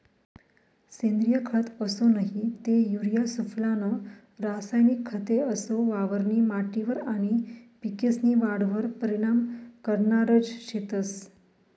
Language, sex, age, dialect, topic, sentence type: Marathi, female, 31-35, Northern Konkan, agriculture, statement